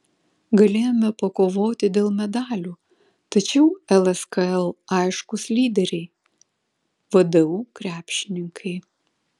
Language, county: Lithuanian, Vilnius